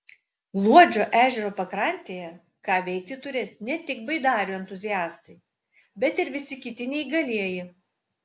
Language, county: Lithuanian, Utena